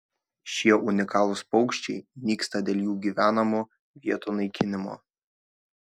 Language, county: Lithuanian, Šiauliai